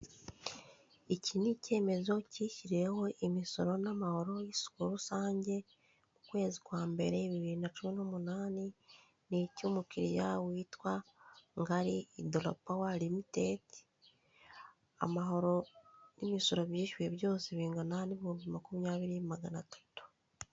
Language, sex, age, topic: Kinyarwanda, female, 36-49, finance